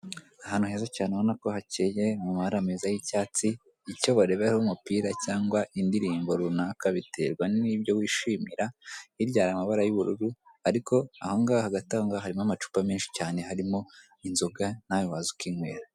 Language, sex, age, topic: Kinyarwanda, female, 25-35, finance